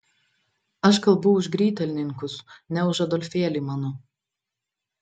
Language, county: Lithuanian, Vilnius